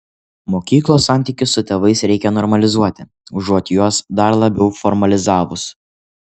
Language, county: Lithuanian, Kaunas